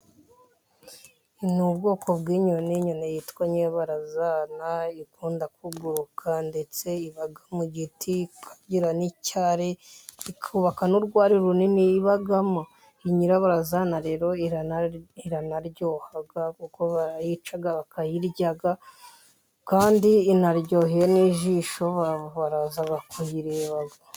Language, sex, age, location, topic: Kinyarwanda, female, 50+, Musanze, agriculture